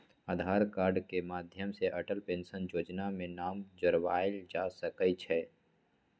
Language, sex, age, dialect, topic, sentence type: Magahi, male, 25-30, Western, banking, statement